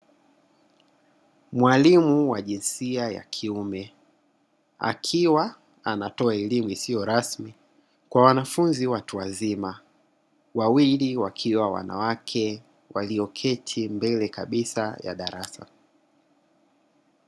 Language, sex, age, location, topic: Swahili, male, 36-49, Dar es Salaam, education